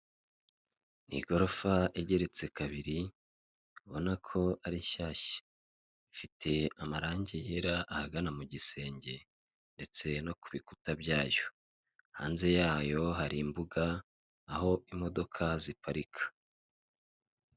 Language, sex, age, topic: Kinyarwanda, male, 25-35, finance